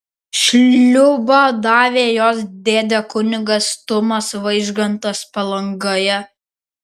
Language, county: Lithuanian, Vilnius